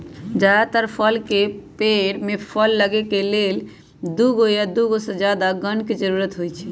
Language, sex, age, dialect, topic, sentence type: Magahi, female, 25-30, Western, agriculture, statement